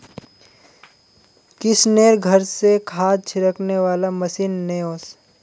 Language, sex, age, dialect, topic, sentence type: Magahi, male, 18-24, Northeastern/Surjapuri, agriculture, statement